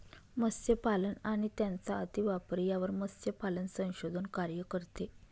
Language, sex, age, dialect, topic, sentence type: Marathi, female, 31-35, Northern Konkan, agriculture, statement